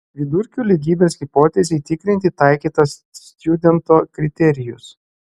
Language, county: Lithuanian, Klaipėda